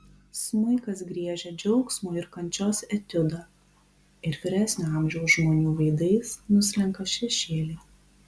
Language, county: Lithuanian, Kaunas